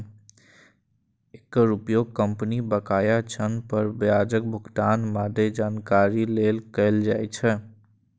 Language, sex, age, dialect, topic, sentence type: Maithili, male, 18-24, Eastern / Thethi, banking, statement